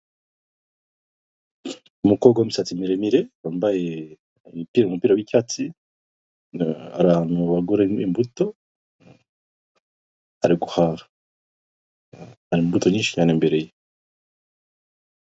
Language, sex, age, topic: Kinyarwanda, male, 36-49, finance